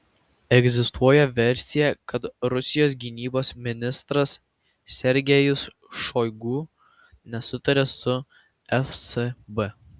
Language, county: Lithuanian, Vilnius